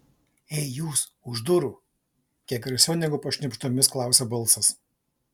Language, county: Lithuanian, Klaipėda